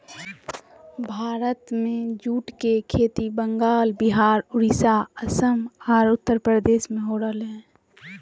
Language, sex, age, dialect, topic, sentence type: Magahi, female, 31-35, Southern, agriculture, statement